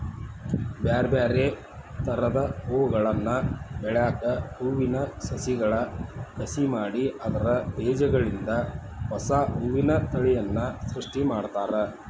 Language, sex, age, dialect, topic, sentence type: Kannada, male, 56-60, Dharwad Kannada, agriculture, statement